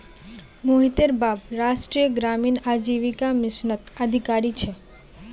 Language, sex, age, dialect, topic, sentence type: Magahi, female, 18-24, Northeastern/Surjapuri, banking, statement